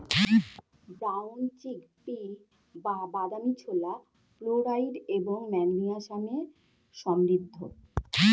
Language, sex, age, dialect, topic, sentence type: Bengali, female, 41-45, Standard Colloquial, agriculture, statement